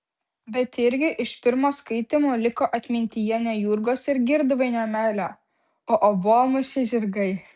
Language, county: Lithuanian, Vilnius